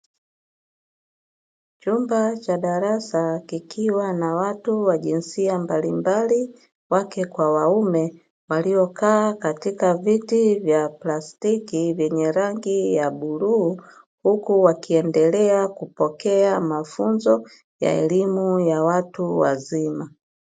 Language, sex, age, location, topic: Swahili, female, 50+, Dar es Salaam, education